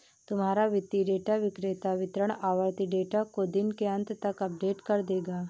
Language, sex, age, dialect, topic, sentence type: Hindi, female, 18-24, Awadhi Bundeli, banking, statement